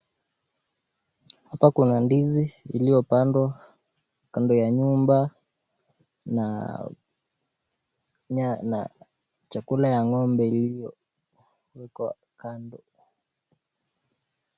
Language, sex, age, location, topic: Swahili, male, 18-24, Nakuru, agriculture